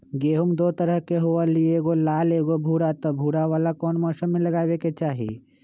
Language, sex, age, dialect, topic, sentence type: Magahi, male, 25-30, Western, agriculture, question